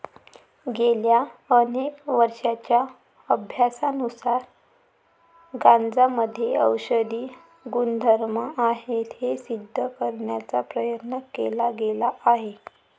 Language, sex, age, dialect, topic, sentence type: Marathi, female, 18-24, Varhadi, agriculture, statement